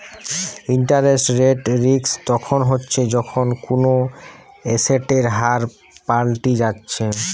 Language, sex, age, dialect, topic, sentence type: Bengali, male, 18-24, Western, banking, statement